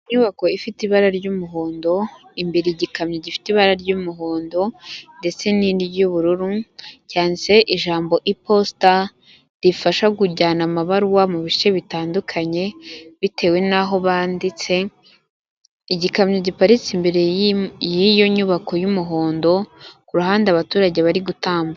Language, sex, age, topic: Kinyarwanda, female, 18-24, finance